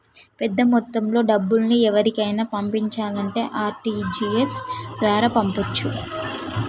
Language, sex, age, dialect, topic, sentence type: Telugu, female, 18-24, Telangana, banking, statement